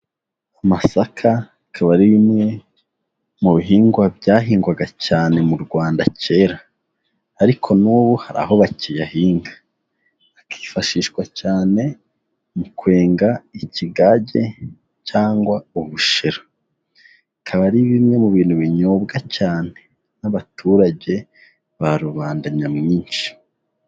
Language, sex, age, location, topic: Kinyarwanda, male, 18-24, Huye, agriculture